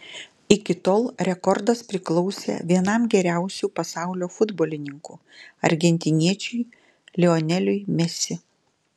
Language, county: Lithuanian, Klaipėda